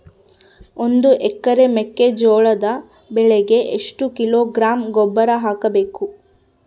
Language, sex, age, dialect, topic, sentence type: Kannada, female, 31-35, Central, agriculture, question